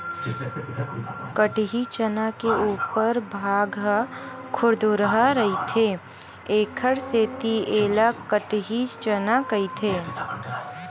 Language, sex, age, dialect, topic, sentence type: Chhattisgarhi, female, 18-24, Western/Budati/Khatahi, agriculture, statement